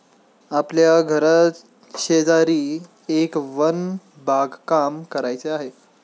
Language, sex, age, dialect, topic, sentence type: Marathi, male, 18-24, Standard Marathi, agriculture, statement